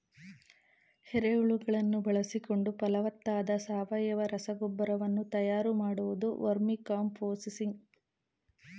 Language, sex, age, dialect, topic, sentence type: Kannada, female, 36-40, Mysore Kannada, agriculture, statement